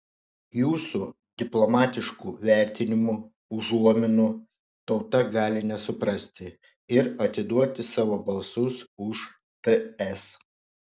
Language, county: Lithuanian, Šiauliai